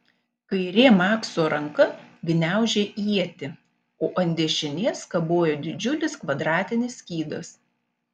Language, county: Lithuanian, Panevėžys